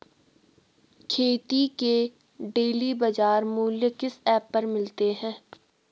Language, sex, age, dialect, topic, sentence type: Hindi, female, 18-24, Garhwali, agriculture, question